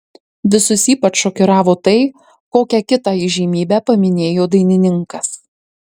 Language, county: Lithuanian, Marijampolė